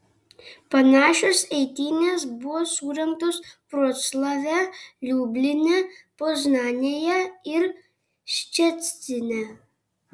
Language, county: Lithuanian, Kaunas